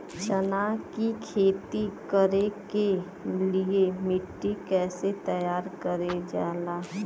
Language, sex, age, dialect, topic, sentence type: Bhojpuri, female, 31-35, Western, agriculture, question